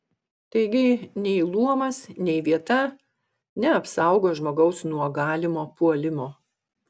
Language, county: Lithuanian, Vilnius